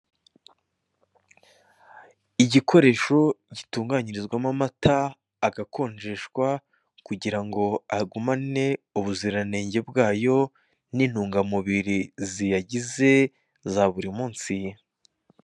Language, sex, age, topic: Kinyarwanda, male, 18-24, finance